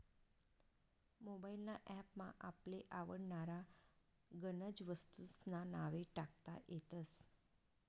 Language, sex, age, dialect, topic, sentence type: Marathi, female, 41-45, Northern Konkan, banking, statement